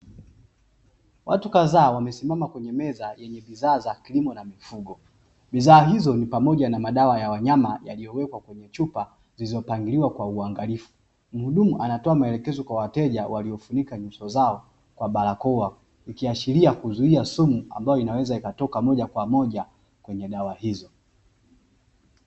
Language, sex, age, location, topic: Swahili, male, 25-35, Dar es Salaam, agriculture